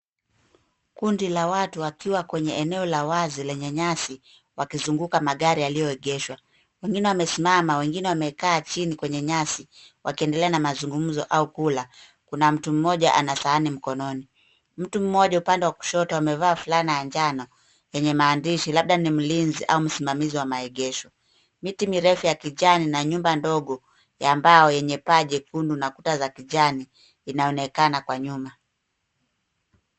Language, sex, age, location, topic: Swahili, female, 18-24, Nairobi, finance